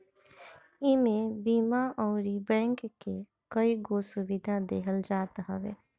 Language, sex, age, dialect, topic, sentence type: Bhojpuri, female, 25-30, Northern, banking, statement